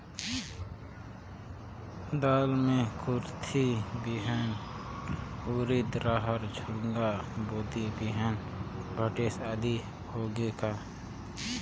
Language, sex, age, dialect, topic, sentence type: Chhattisgarhi, male, 18-24, Northern/Bhandar, agriculture, question